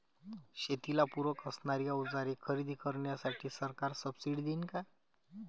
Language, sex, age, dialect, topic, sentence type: Marathi, male, 25-30, Varhadi, agriculture, question